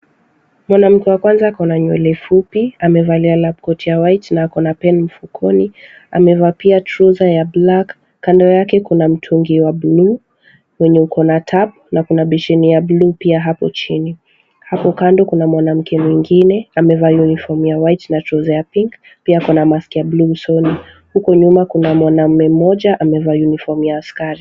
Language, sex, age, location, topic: Swahili, female, 18-24, Kisumu, health